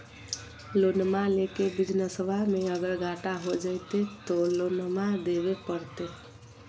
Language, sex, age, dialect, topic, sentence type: Magahi, female, 41-45, Southern, banking, question